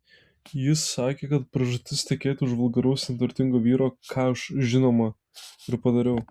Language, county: Lithuanian, Telšiai